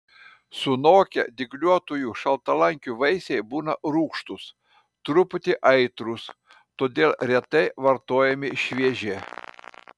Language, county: Lithuanian, Panevėžys